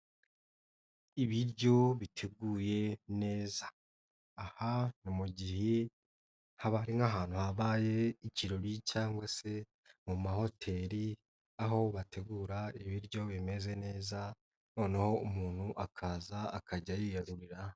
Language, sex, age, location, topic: Kinyarwanda, male, 25-35, Nyagatare, finance